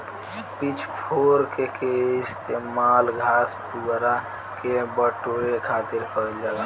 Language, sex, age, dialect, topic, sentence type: Bhojpuri, male, <18, Southern / Standard, agriculture, statement